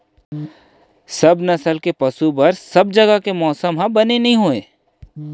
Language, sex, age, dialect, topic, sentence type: Chhattisgarhi, male, 31-35, Central, agriculture, statement